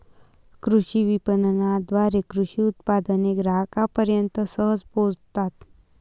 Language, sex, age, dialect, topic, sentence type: Marathi, female, 25-30, Varhadi, agriculture, statement